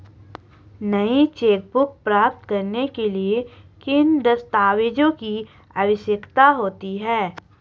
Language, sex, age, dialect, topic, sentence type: Hindi, female, 25-30, Marwari Dhudhari, banking, question